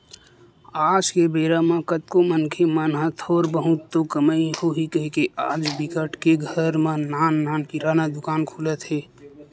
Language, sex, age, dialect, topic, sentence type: Chhattisgarhi, male, 18-24, Western/Budati/Khatahi, agriculture, statement